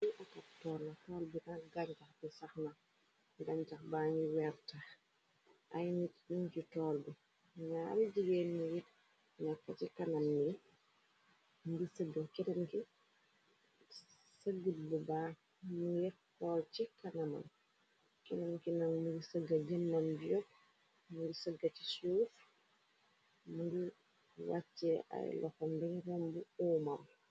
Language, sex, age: Wolof, female, 36-49